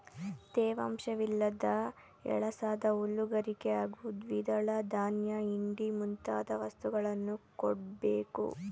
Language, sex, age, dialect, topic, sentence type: Kannada, male, 36-40, Mysore Kannada, agriculture, statement